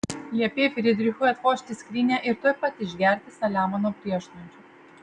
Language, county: Lithuanian, Vilnius